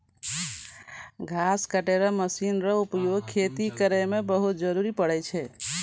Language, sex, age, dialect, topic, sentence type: Maithili, female, 36-40, Angika, agriculture, statement